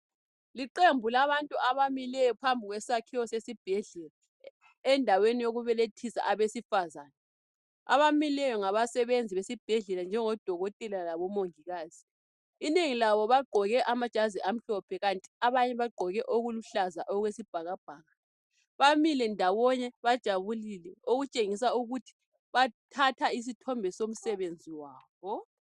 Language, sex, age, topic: North Ndebele, female, 25-35, health